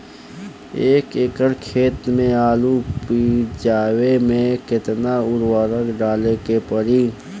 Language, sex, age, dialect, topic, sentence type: Bhojpuri, male, <18, Southern / Standard, agriculture, question